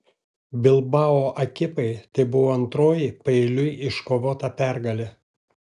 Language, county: Lithuanian, Alytus